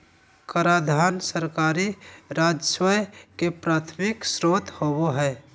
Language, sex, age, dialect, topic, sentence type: Magahi, male, 25-30, Southern, banking, statement